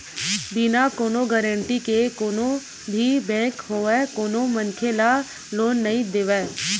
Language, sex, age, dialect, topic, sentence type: Chhattisgarhi, female, 18-24, Western/Budati/Khatahi, banking, statement